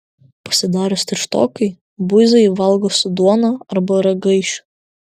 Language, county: Lithuanian, Vilnius